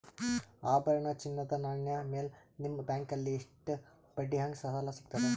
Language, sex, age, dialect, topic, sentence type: Kannada, male, 31-35, Northeastern, banking, question